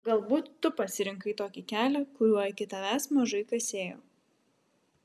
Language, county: Lithuanian, Vilnius